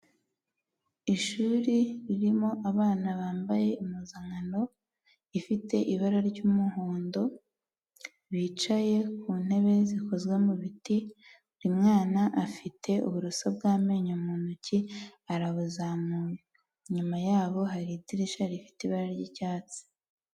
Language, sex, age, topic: Kinyarwanda, female, 18-24, health